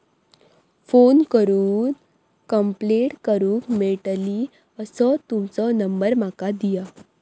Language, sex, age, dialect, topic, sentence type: Marathi, female, 25-30, Southern Konkan, banking, question